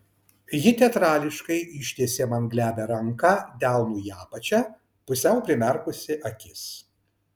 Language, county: Lithuanian, Kaunas